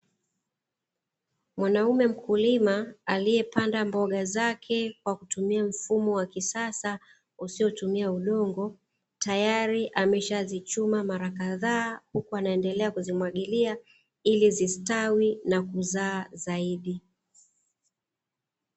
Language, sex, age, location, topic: Swahili, female, 36-49, Dar es Salaam, agriculture